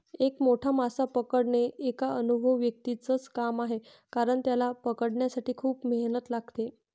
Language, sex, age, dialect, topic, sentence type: Marathi, female, 60-100, Northern Konkan, agriculture, statement